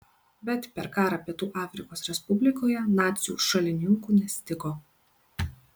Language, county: Lithuanian, Kaunas